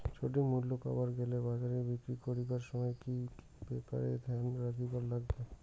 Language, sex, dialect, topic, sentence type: Bengali, male, Rajbangshi, agriculture, question